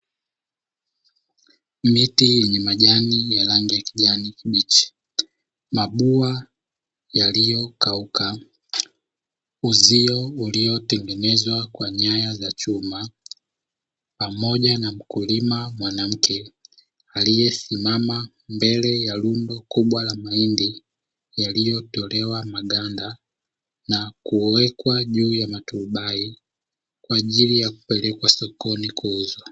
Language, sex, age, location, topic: Swahili, male, 25-35, Dar es Salaam, agriculture